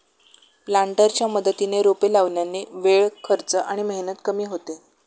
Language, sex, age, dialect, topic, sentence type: Marathi, female, 36-40, Standard Marathi, agriculture, statement